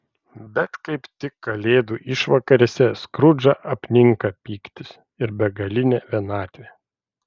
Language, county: Lithuanian, Vilnius